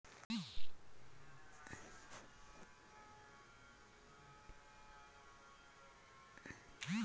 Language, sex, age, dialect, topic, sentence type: Marathi, female, 31-35, Varhadi, banking, question